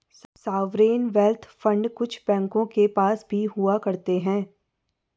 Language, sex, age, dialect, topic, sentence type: Hindi, female, 51-55, Garhwali, banking, statement